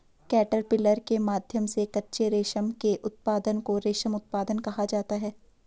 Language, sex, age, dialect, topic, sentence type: Hindi, female, 18-24, Garhwali, agriculture, statement